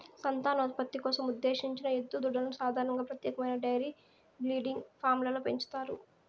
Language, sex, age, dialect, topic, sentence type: Telugu, female, 18-24, Southern, agriculture, statement